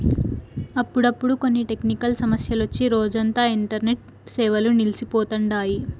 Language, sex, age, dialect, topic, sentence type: Telugu, female, 18-24, Southern, banking, statement